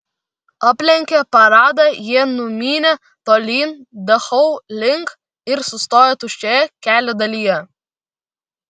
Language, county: Lithuanian, Vilnius